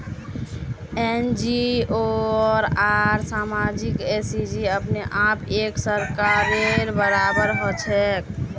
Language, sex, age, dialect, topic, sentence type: Magahi, female, 18-24, Northeastern/Surjapuri, banking, statement